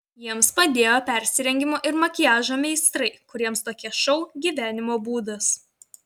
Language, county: Lithuanian, Vilnius